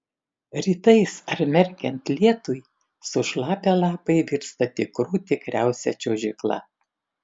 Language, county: Lithuanian, Kaunas